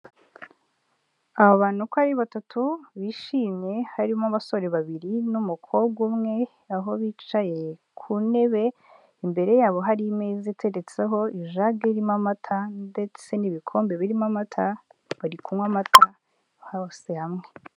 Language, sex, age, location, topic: Kinyarwanda, female, 18-24, Huye, finance